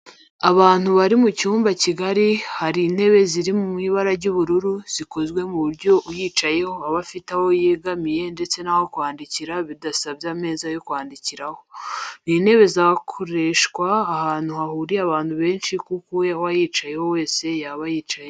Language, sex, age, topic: Kinyarwanda, female, 25-35, education